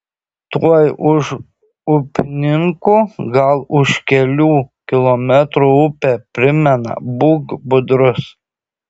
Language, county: Lithuanian, Šiauliai